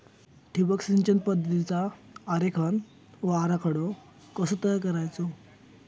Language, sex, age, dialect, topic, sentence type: Marathi, male, 18-24, Southern Konkan, agriculture, question